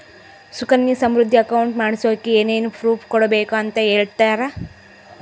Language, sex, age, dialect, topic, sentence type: Kannada, female, 18-24, Central, banking, question